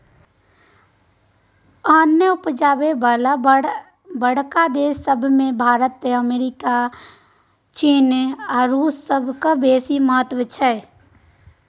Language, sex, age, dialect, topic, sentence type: Maithili, female, 18-24, Bajjika, agriculture, statement